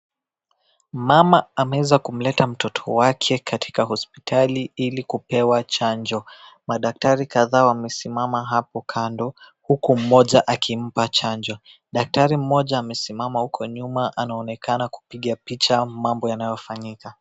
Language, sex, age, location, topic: Swahili, male, 18-24, Wajir, health